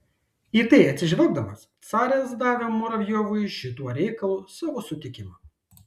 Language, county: Lithuanian, Šiauliai